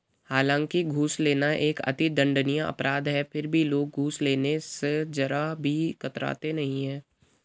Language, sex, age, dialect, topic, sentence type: Hindi, male, 18-24, Garhwali, agriculture, statement